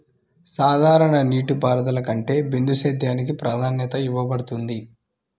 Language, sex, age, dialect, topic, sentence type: Telugu, male, 25-30, Central/Coastal, agriculture, statement